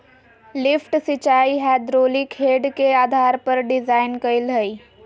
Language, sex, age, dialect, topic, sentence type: Magahi, female, 18-24, Southern, agriculture, statement